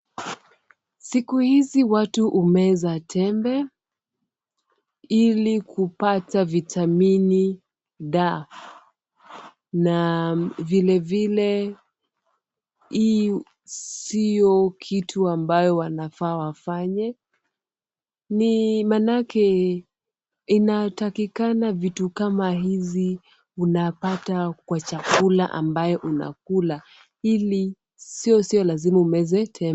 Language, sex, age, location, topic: Swahili, female, 25-35, Kisumu, health